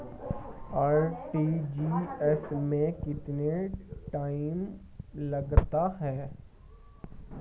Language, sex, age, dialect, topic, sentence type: Hindi, male, 25-30, Hindustani Malvi Khadi Boli, banking, question